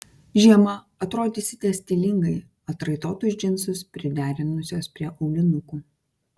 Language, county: Lithuanian, Kaunas